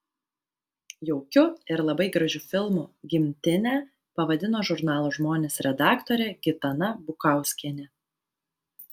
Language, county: Lithuanian, Vilnius